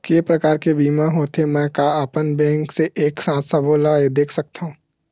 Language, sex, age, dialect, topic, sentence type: Chhattisgarhi, male, 18-24, Western/Budati/Khatahi, banking, question